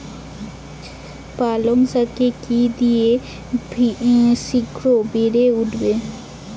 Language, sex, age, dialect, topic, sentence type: Bengali, female, 18-24, Western, agriculture, question